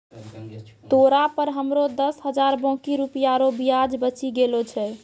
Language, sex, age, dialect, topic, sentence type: Maithili, female, 18-24, Angika, banking, statement